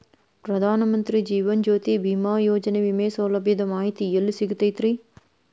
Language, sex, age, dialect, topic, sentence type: Kannada, female, 31-35, Dharwad Kannada, banking, question